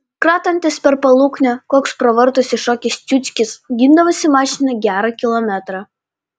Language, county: Lithuanian, Panevėžys